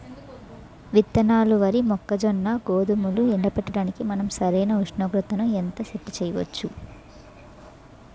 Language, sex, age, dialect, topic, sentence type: Telugu, female, 18-24, Utterandhra, agriculture, question